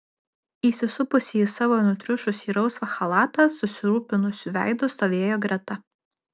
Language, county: Lithuanian, Alytus